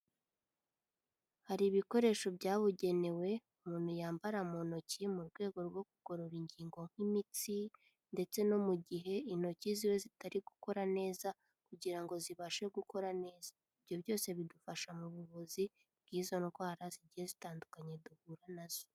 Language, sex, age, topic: Kinyarwanda, female, 18-24, health